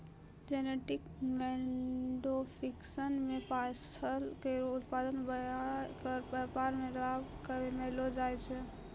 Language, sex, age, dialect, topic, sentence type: Maithili, female, 25-30, Angika, agriculture, statement